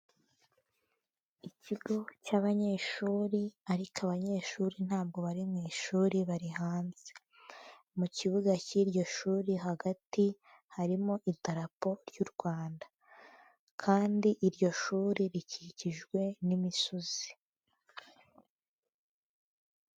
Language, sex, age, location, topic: Kinyarwanda, female, 18-24, Huye, education